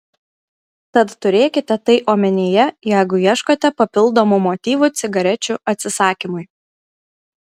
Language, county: Lithuanian, Kaunas